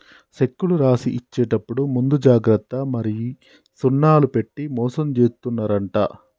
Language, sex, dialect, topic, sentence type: Telugu, male, Telangana, banking, statement